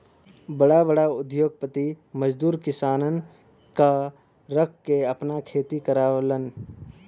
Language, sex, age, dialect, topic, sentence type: Bhojpuri, male, 18-24, Western, agriculture, statement